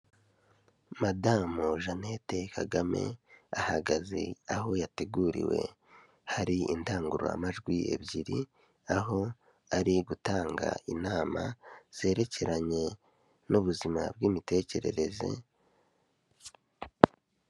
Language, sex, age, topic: Kinyarwanda, male, 18-24, health